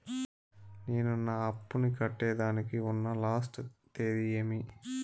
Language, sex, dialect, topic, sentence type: Telugu, male, Southern, banking, question